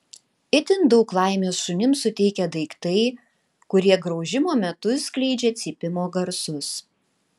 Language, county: Lithuanian, Tauragė